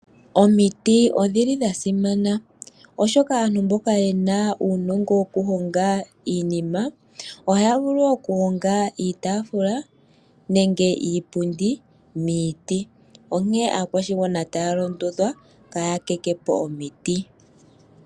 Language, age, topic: Oshiwambo, 25-35, finance